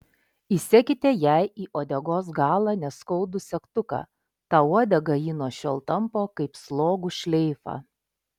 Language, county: Lithuanian, Klaipėda